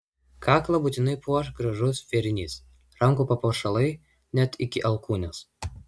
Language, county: Lithuanian, Vilnius